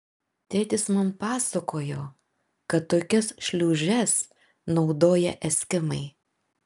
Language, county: Lithuanian, Vilnius